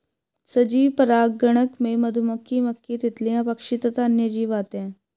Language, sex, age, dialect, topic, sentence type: Hindi, female, 18-24, Marwari Dhudhari, agriculture, statement